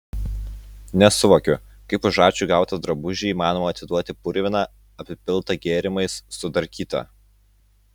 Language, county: Lithuanian, Utena